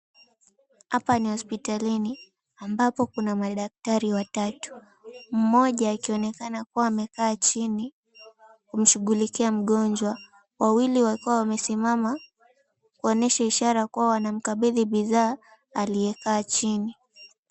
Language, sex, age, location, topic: Swahili, female, 18-24, Mombasa, health